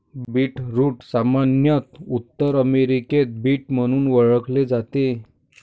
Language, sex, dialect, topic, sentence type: Marathi, male, Varhadi, agriculture, statement